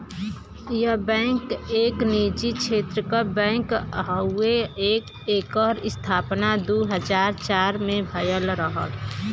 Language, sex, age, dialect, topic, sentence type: Bhojpuri, female, 25-30, Western, banking, statement